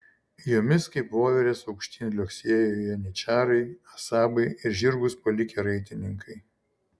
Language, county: Lithuanian, Šiauliai